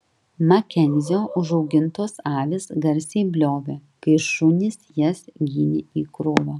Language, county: Lithuanian, Kaunas